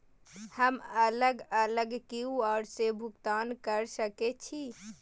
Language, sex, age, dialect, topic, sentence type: Maithili, female, 18-24, Bajjika, banking, question